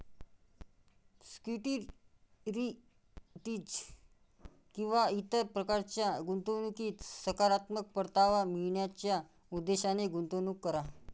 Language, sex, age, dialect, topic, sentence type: Marathi, male, 25-30, Varhadi, banking, statement